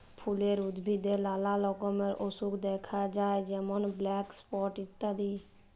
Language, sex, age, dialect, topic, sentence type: Bengali, male, 36-40, Jharkhandi, agriculture, statement